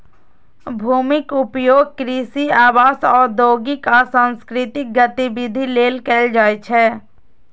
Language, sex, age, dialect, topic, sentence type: Maithili, female, 18-24, Eastern / Thethi, agriculture, statement